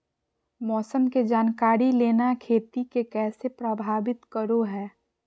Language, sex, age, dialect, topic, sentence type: Magahi, female, 41-45, Southern, agriculture, question